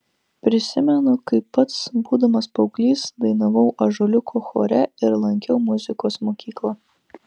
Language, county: Lithuanian, Vilnius